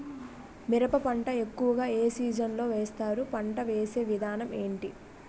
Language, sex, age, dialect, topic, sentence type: Telugu, female, 18-24, Utterandhra, agriculture, question